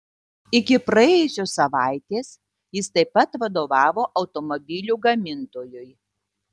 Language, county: Lithuanian, Tauragė